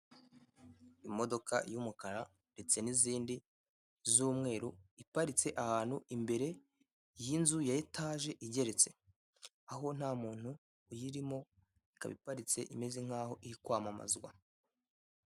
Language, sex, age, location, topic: Kinyarwanda, male, 18-24, Kigali, finance